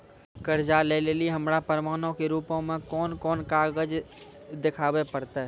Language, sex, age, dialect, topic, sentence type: Maithili, male, 18-24, Angika, banking, statement